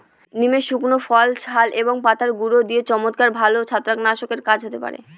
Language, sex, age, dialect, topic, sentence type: Bengali, female, 31-35, Northern/Varendri, agriculture, statement